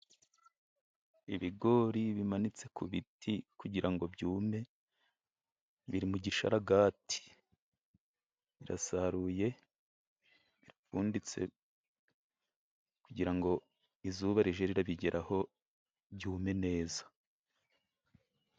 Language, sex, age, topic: Kinyarwanda, male, 36-49, agriculture